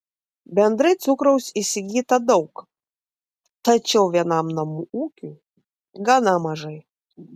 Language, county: Lithuanian, Vilnius